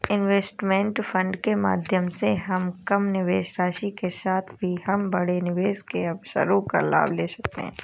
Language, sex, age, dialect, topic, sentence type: Hindi, female, 18-24, Awadhi Bundeli, banking, statement